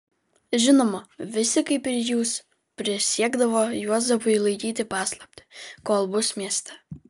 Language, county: Lithuanian, Vilnius